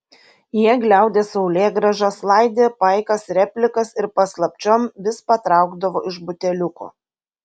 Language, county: Lithuanian, Kaunas